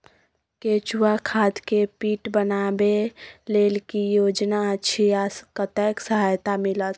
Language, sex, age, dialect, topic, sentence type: Maithili, female, 18-24, Bajjika, agriculture, question